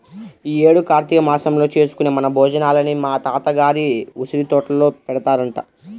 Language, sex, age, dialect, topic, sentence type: Telugu, male, 60-100, Central/Coastal, agriculture, statement